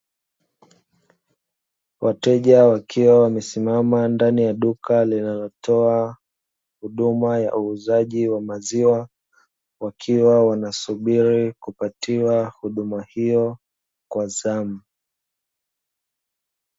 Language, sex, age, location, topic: Swahili, male, 25-35, Dar es Salaam, finance